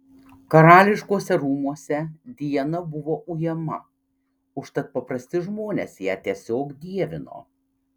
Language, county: Lithuanian, Panevėžys